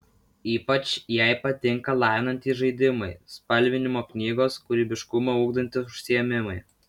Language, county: Lithuanian, Vilnius